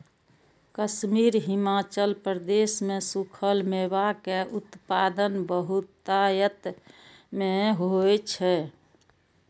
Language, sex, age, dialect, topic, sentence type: Maithili, female, 41-45, Eastern / Thethi, agriculture, statement